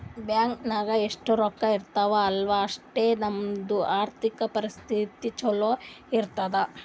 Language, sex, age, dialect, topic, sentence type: Kannada, female, 60-100, Northeastern, banking, statement